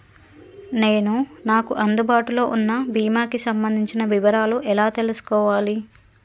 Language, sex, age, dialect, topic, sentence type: Telugu, female, 36-40, Telangana, banking, question